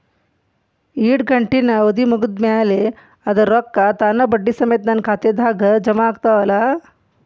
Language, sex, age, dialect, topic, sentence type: Kannada, female, 41-45, Dharwad Kannada, banking, question